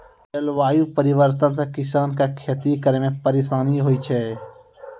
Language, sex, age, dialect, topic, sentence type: Maithili, male, 18-24, Angika, agriculture, statement